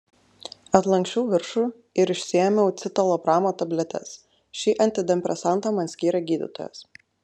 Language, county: Lithuanian, Klaipėda